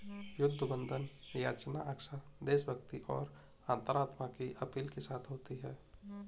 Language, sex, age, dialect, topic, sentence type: Hindi, male, 18-24, Kanauji Braj Bhasha, banking, statement